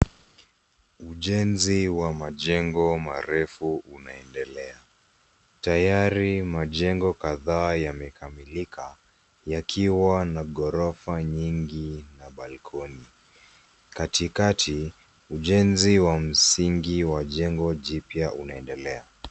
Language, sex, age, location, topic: Swahili, female, 18-24, Nairobi, finance